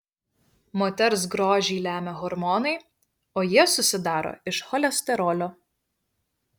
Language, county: Lithuanian, Vilnius